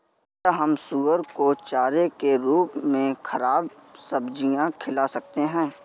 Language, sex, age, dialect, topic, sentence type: Hindi, male, 41-45, Awadhi Bundeli, agriculture, question